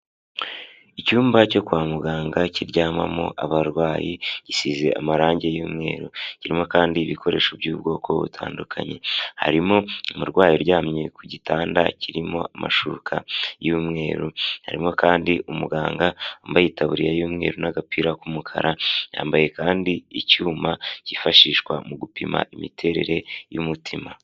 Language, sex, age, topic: Kinyarwanda, male, 18-24, health